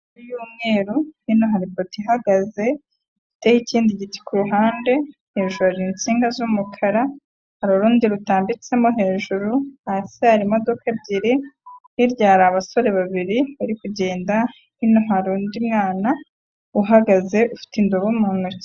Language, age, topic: Kinyarwanda, 25-35, finance